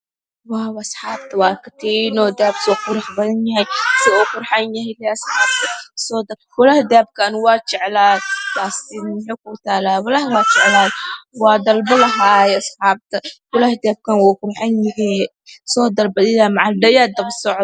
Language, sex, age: Somali, male, 18-24